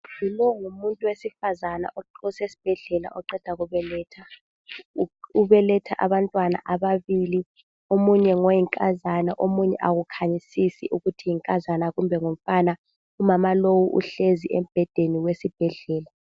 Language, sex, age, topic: North Ndebele, female, 18-24, health